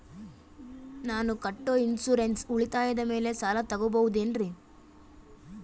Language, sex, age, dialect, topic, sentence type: Kannada, female, 18-24, Central, banking, question